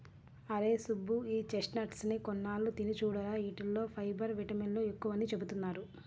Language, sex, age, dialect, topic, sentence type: Telugu, female, 36-40, Central/Coastal, agriculture, statement